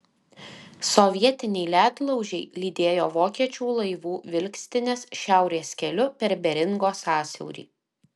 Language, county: Lithuanian, Alytus